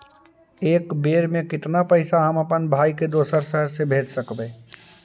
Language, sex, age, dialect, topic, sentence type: Magahi, male, 18-24, Central/Standard, banking, question